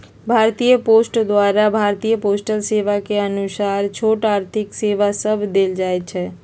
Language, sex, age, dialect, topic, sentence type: Magahi, female, 41-45, Western, banking, statement